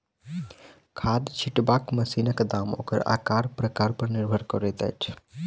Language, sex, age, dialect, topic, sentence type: Maithili, male, 18-24, Southern/Standard, agriculture, statement